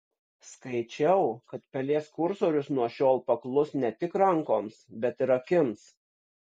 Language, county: Lithuanian, Kaunas